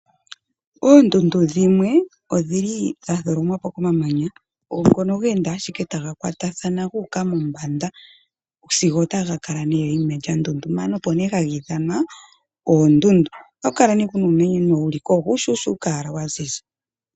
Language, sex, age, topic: Oshiwambo, female, 18-24, agriculture